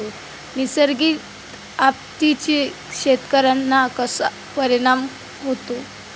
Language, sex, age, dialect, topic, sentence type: Marathi, female, 25-30, Standard Marathi, agriculture, question